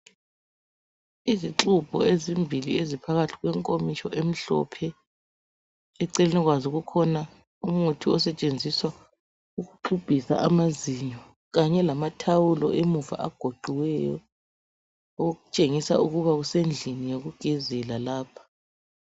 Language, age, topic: North Ndebele, 36-49, health